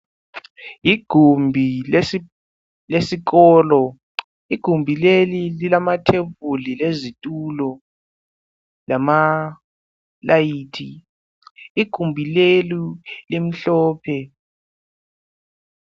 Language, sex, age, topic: North Ndebele, male, 18-24, education